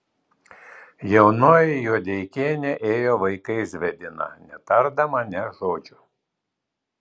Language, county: Lithuanian, Vilnius